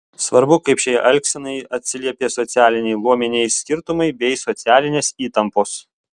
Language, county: Lithuanian, Alytus